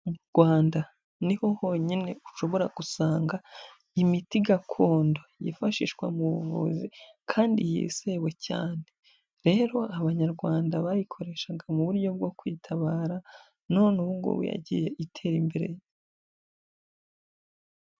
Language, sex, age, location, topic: Kinyarwanda, male, 25-35, Huye, health